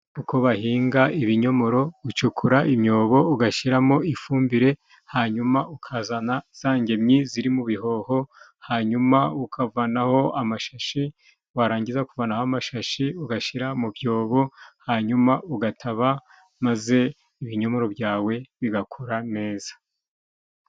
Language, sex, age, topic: Kinyarwanda, male, 36-49, agriculture